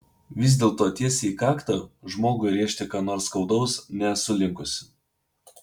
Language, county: Lithuanian, Vilnius